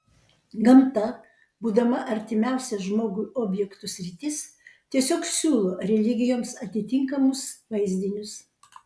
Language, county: Lithuanian, Vilnius